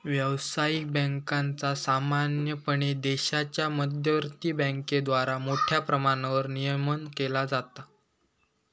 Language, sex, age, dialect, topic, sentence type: Marathi, male, 18-24, Southern Konkan, banking, statement